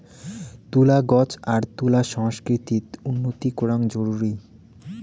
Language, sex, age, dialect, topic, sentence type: Bengali, male, 18-24, Rajbangshi, agriculture, statement